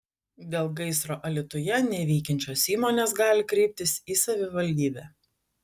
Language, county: Lithuanian, Utena